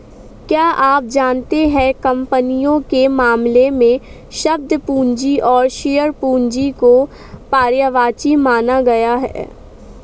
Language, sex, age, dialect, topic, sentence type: Hindi, female, 18-24, Awadhi Bundeli, banking, statement